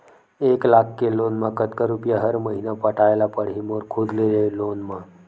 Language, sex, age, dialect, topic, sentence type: Chhattisgarhi, male, 18-24, Western/Budati/Khatahi, banking, question